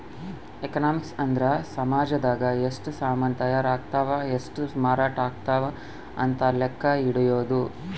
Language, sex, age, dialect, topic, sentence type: Kannada, male, 25-30, Central, banking, statement